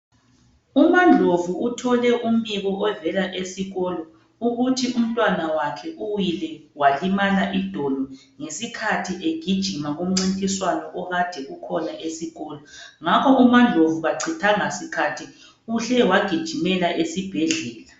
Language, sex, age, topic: North Ndebele, female, 25-35, health